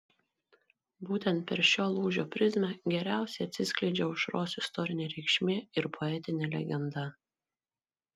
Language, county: Lithuanian, Marijampolė